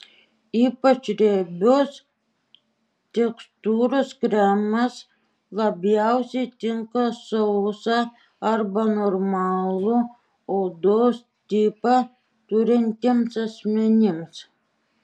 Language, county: Lithuanian, Šiauliai